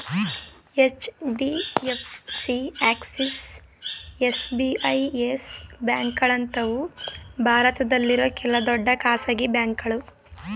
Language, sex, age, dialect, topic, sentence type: Kannada, female, 18-24, Mysore Kannada, banking, statement